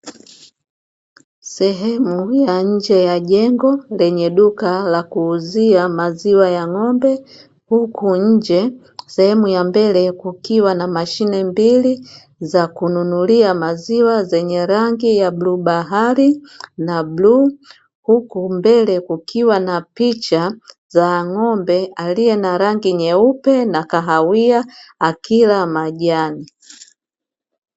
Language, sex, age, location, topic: Swahili, female, 50+, Dar es Salaam, finance